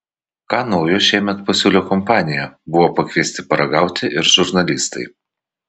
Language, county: Lithuanian, Vilnius